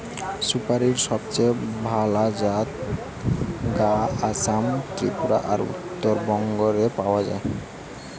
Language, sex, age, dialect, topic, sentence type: Bengali, male, 18-24, Western, agriculture, statement